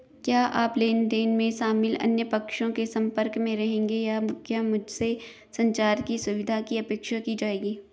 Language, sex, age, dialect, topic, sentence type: Hindi, male, 18-24, Hindustani Malvi Khadi Boli, banking, question